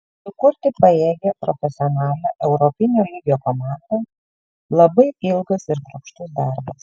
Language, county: Lithuanian, Šiauliai